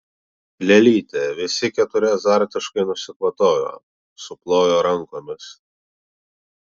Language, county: Lithuanian, Vilnius